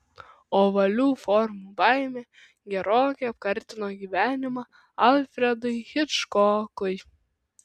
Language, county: Lithuanian, Kaunas